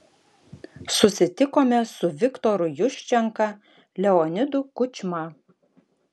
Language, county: Lithuanian, Alytus